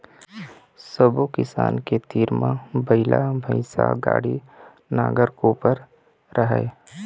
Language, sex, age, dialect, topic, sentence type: Chhattisgarhi, male, 25-30, Eastern, agriculture, statement